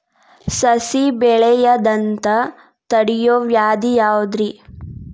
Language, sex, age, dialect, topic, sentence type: Kannada, female, 18-24, Dharwad Kannada, agriculture, question